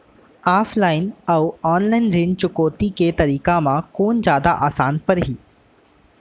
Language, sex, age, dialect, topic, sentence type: Chhattisgarhi, male, 18-24, Central, banking, question